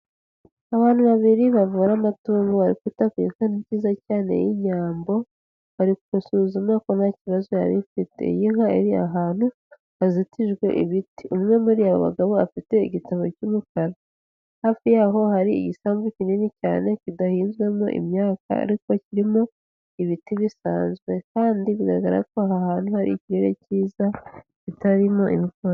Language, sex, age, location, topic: Kinyarwanda, female, 18-24, Huye, agriculture